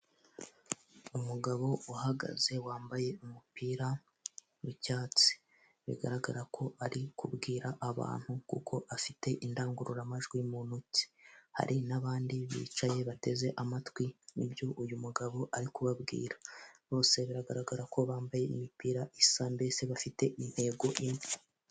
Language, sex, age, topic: Kinyarwanda, male, 18-24, government